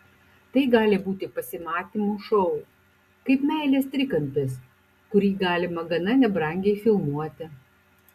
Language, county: Lithuanian, Utena